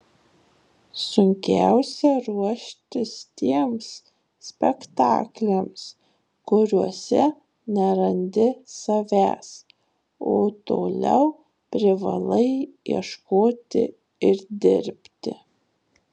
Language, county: Lithuanian, Marijampolė